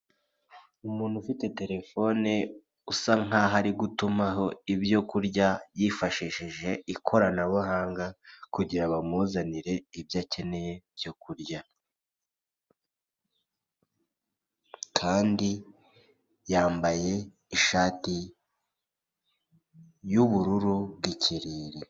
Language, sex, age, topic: Kinyarwanda, male, 25-35, finance